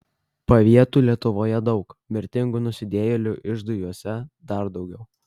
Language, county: Lithuanian, Kaunas